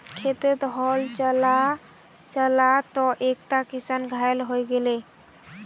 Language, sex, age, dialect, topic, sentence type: Magahi, female, 18-24, Northeastern/Surjapuri, agriculture, statement